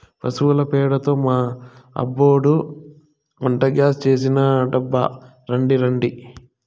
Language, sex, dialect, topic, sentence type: Telugu, male, Southern, agriculture, statement